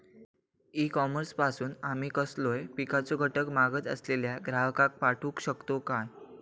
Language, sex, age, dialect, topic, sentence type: Marathi, male, 18-24, Southern Konkan, agriculture, question